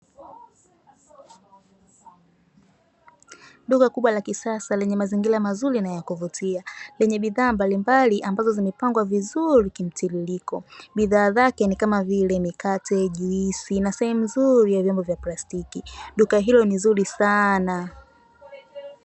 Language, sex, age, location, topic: Swahili, female, 18-24, Dar es Salaam, finance